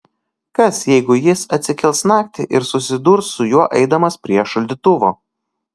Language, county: Lithuanian, Kaunas